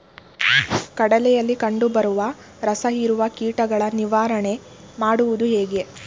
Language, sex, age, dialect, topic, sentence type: Kannada, female, 25-30, Mysore Kannada, agriculture, question